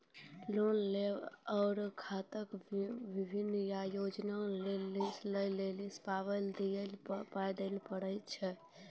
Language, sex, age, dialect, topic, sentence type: Maithili, female, 18-24, Angika, banking, question